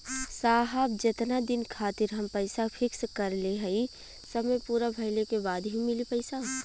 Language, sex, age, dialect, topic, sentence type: Bhojpuri, female, 18-24, Western, banking, question